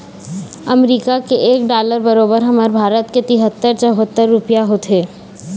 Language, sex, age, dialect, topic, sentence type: Chhattisgarhi, female, 18-24, Eastern, banking, statement